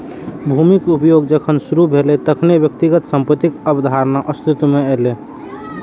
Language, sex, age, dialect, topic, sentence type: Maithili, male, 31-35, Eastern / Thethi, agriculture, statement